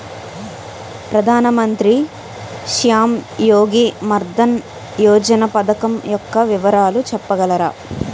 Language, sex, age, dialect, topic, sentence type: Telugu, female, 36-40, Utterandhra, banking, question